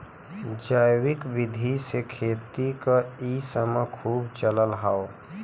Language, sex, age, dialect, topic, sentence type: Bhojpuri, female, 31-35, Western, agriculture, statement